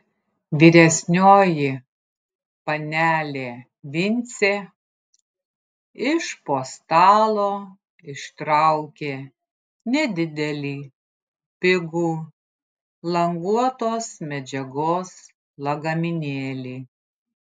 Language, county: Lithuanian, Klaipėda